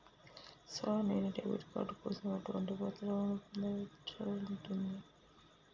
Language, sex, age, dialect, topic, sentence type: Telugu, male, 18-24, Telangana, banking, question